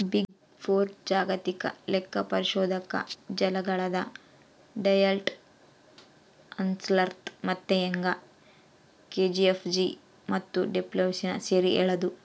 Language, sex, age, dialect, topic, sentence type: Kannada, female, 18-24, Central, banking, statement